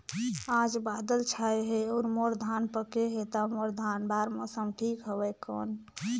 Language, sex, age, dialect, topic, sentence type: Chhattisgarhi, female, 18-24, Northern/Bhandar, agriculture, question